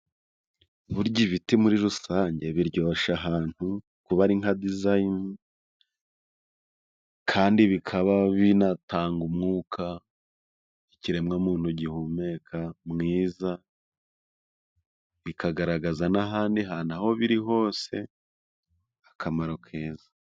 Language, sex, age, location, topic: Kinyarwanda, male, 25-35, Musanze, agriculture